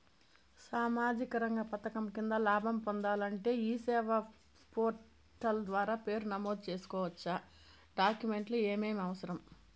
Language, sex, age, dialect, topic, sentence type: Telugu, female, 31-35, Southern, banking, question